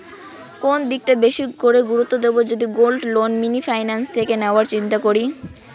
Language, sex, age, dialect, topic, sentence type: Bengali, female, 18-24, Rajbangshi, banking, question